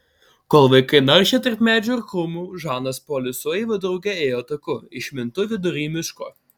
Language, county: Lithuanian, Alytus